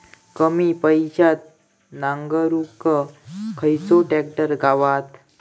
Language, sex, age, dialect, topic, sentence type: Marathi, male, 18-24, Southern Konkan, agriculture, question